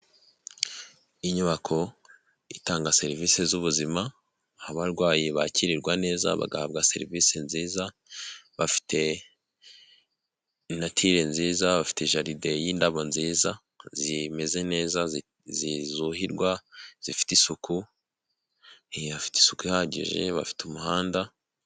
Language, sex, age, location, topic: Kinyarwanda, male, 18-24, Huye, health